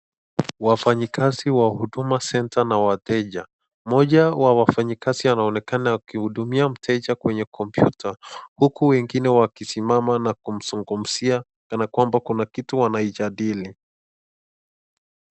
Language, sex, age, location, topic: Swahili, male, 25-35, Nakuru, government